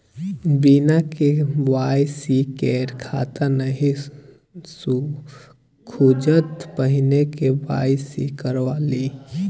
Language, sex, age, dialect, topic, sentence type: Maithili, male, 18-24, Bajjika, banking, statement